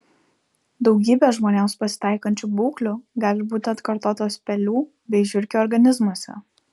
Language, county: Lithuanian, Vilnius